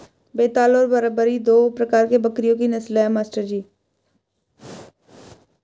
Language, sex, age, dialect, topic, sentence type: Hindi, female, 18-24, Hindustani Malvi Khadi Boli, agriculture, statement